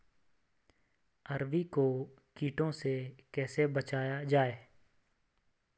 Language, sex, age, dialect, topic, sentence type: Hindi, male, 25-30, Garhwali, agriculture, question